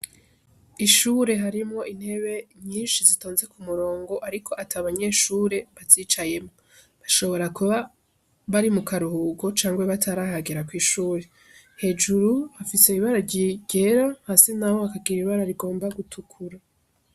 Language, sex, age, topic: Rundi, female, 18-24, education